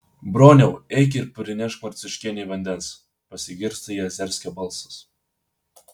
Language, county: Lithuanian, Vilnius